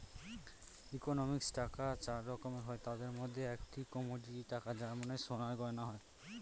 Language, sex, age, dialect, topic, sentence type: Bengali, male, 18-24, Northern/Varendri, banking, statement